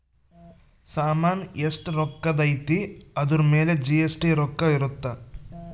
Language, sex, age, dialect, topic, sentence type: Kannada, male, 18-24, Central, banking, statement